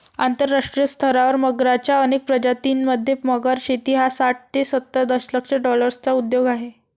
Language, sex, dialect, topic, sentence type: Marathi, female, Varhadi, agriculture, statement